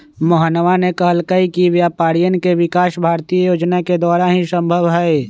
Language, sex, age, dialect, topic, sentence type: Magahi, male, 25-30, Western, banking, statement